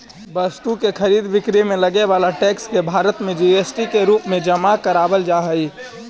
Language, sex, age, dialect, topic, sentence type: Magahi, male, 18-24, Central/Standard, banking, statement